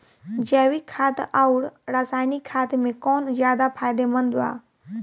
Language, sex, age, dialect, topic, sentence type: Bhojpuri, female, 18-24, Southern / Standard, agriculture, question